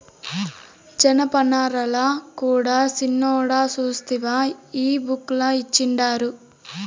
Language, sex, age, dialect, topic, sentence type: Telugu, male, 18-24, Southern, agriculture, statement